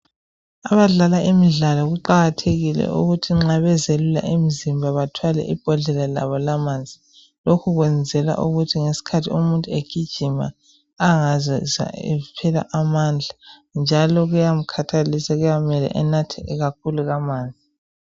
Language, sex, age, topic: North Ndebele, female, 25-35, health